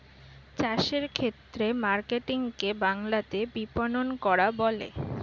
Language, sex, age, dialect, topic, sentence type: Bengali, female, 18-24, Standard Colloquial, agriculture, statement